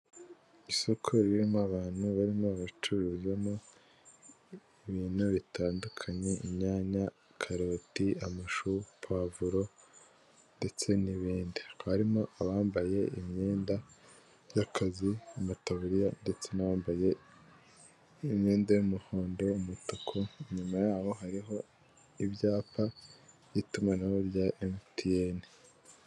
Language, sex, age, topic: Kinyarwanda, male, 18-24, finance